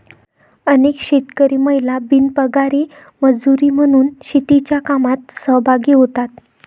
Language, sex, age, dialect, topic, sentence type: Marathi, female, 25-30, Varhadi, agriculture, statement